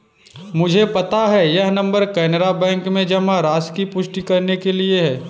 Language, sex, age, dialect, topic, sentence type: Hindi, male, 25-30, Kanauji Braj Bhasha, banking, statement